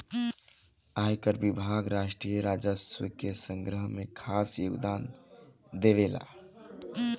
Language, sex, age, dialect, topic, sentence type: Bhojpuri, male, 25-30, Southern / Standard, banking, statement